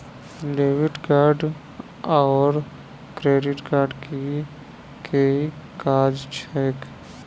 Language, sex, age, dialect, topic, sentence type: Maithili, male, 25-30, Southern/Standard, banking, question